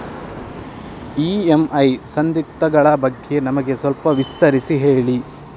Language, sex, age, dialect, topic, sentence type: Kannada, male, 18-24, Coastal/Dakshin, banking, question